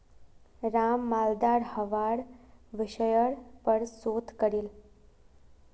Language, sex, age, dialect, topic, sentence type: Magahi, female, 18-24, Northeastern/Surjapuri, banking, statement